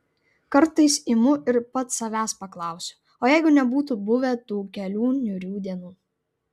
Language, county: Lithuanian, Klaipėda